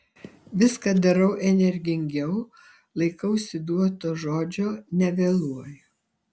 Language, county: Lithuanian, Alytus